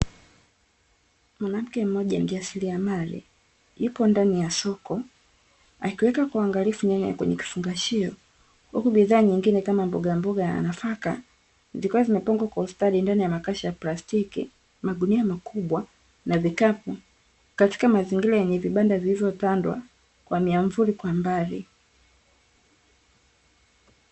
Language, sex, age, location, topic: Swahili, female, 25-35, Dar es Salaam, finance